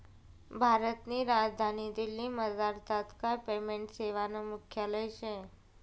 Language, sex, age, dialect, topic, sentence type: Marathi, female, 18-24, Northern Konkan, banking, statement